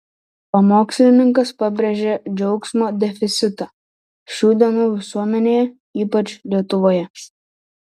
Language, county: Lithuanian, Šiauliai